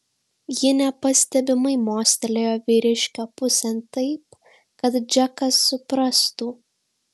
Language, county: Lithuanian, Šiauliai